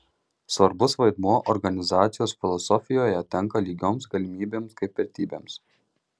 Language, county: Lithuanian, Marijampolė